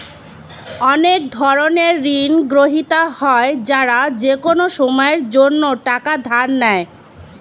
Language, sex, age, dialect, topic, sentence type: Bengali, female, 25-30, Standard Colloquial, banking, statement